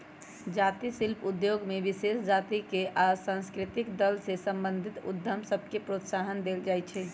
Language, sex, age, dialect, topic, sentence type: Magahi, female, 56-60, Western, banking, statement